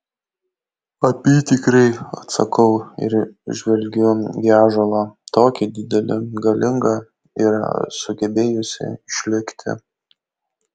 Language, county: Lithuanian, Kaunas